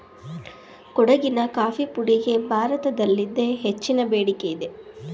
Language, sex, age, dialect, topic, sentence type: Kannada, female, 25-30, Mysore Kannada, agriculture, statement